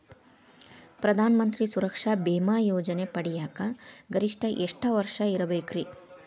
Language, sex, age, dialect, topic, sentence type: Kannada, female, 36-40, Dharwad Kannada, banking, question